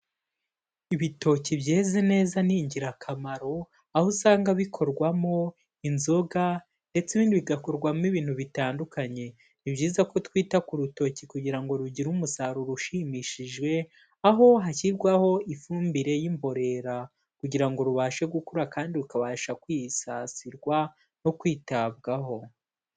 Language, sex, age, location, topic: Kinyarwanda, male, 18-24, Kigali, agriculture